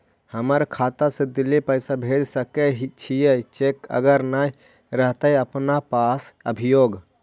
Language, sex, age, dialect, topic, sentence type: Magahi, male, 56-60, Central/Standard, banking, question